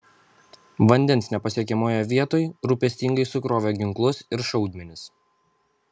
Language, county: Lithuanian, Kaunas